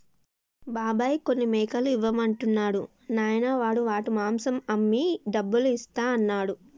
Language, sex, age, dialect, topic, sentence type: Telugu, female, 25-30, Telangana, agriculture, statement